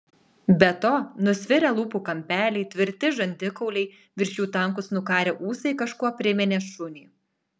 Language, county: Lithuanian, Alytus